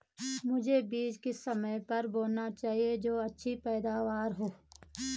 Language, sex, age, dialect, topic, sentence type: Hindi, female, 36-40, Garhwali, agriculture, question